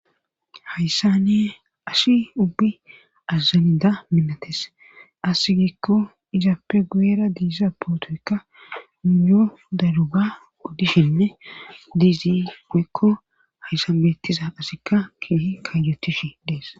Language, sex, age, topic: Gamo, female, 36-49, government